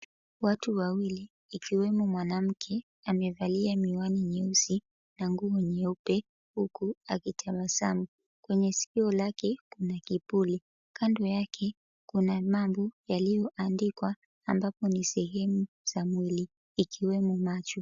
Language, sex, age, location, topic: Swahili, female, 36-49, Mombasa, health